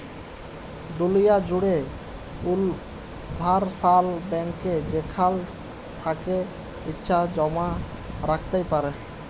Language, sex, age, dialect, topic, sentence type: Bengali, male, 18-24, Jharkhandi, banking, statement